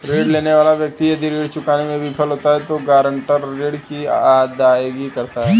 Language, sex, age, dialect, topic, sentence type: Hindi, male, 18-24, Hindustani Malvi Khadi Boli, banking, statement